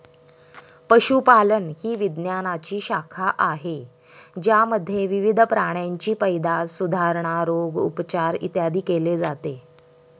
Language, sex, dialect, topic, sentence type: Marathi, female, Standard Marathi, agriculture, statement